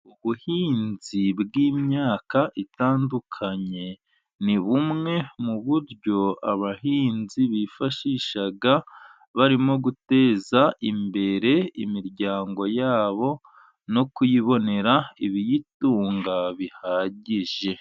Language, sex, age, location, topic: Kinyarwanda, male, 25-35, Musanze, agriculture